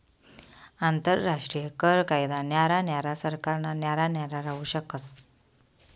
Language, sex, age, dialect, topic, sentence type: Marathi, female, 25-30, Northern Konkan, banking, statement